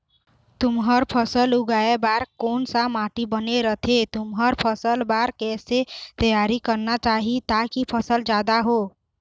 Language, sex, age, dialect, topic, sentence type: Chhattisgarhi, female, 18-24, Eastern, agriculture, question